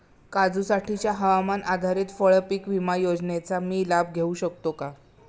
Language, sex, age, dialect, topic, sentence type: Marathi, female, 56-60, Standard Marathi, agriculture, question